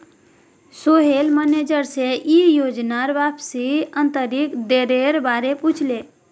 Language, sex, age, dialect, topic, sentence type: Magahi, female, 41-45, Northeastern/Surjapuri, banking, statement